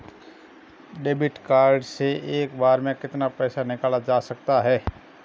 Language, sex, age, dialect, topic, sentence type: Hindi, male, 31-35, Marwari Dhudhari, banking, question